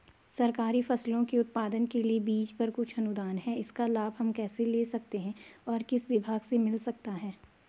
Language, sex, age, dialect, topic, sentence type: Hindi, female, 18-24, Garhwali, agriculture, question